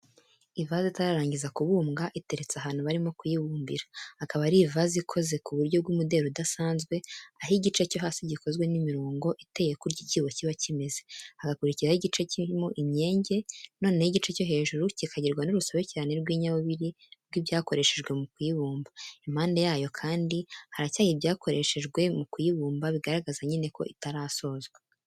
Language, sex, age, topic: Kinyarwanda, female, 18-24, education